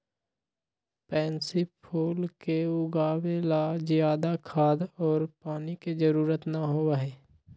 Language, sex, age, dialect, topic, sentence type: Magahi, male, 25-30, Western, agriculture, statement